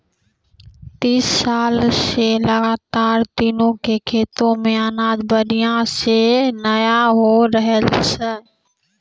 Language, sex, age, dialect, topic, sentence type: Maithili, female, 18-24, Angika, agriculture, statement